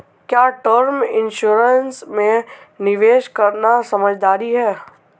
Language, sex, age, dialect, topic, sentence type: Hindi, male, 18-24, Marwari Dhudhari, banking, question